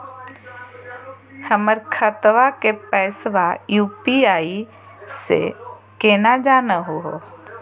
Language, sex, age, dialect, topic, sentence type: Magahi, female, 31-35, Southern, banking, question